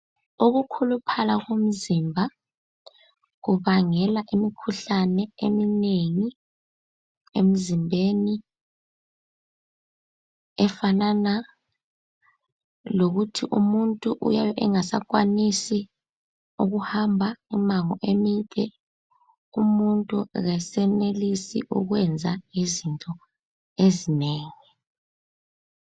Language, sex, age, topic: North Ndebele, female, 18-24, health